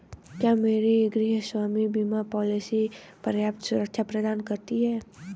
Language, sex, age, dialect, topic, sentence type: Hindi, female, 31-35, Hindustani Malvi Khadi Boli, banking, question